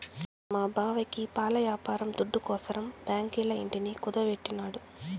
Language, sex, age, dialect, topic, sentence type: Telugu, female, 18-24, Southern, banking, statement